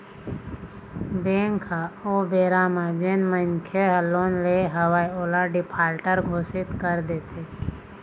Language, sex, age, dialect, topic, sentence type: Chhattisgarhi, female, 31-35, Eastern, banking, statement